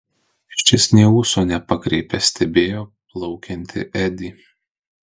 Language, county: Lithuanian, Kaunas